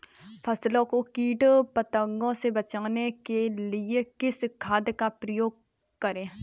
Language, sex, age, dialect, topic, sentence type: Hindi, female, 25-30, Kanauji Braj Bhasha, agriculture, question